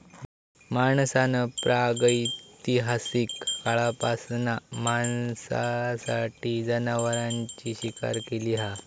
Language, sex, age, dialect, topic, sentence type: Marathi, male, 18-24, Southern Konkan, agriculture, statement